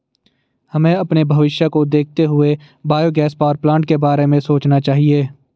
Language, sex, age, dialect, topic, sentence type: Hindi, male, 18-24, Garhwali, agriculture, statement